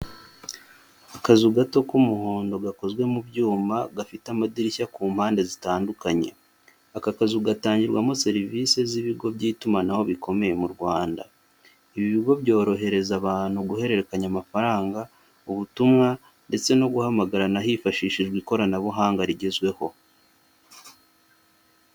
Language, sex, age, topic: Kinyarwanda, male, 18-24, finance